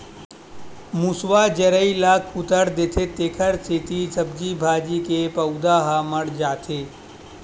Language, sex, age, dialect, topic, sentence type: Chhattisgarhi, male, 18-24, Western/Budati/Khatahi, agriculture, statement